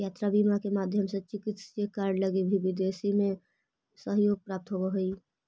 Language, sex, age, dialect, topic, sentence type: Magahi, female, 25-30, Central/Standard, banking, statement